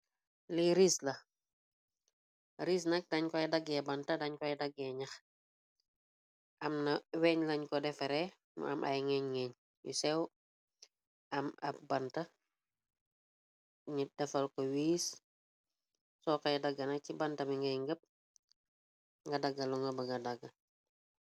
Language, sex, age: Wolof, female, 25-35